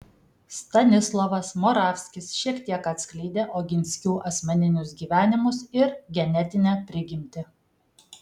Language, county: Lithuanian, Kaunas